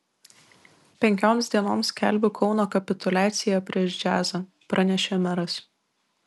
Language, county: Lithuanian, Vilnius